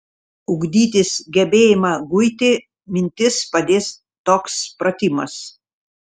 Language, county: Lithuanian, Šiauliai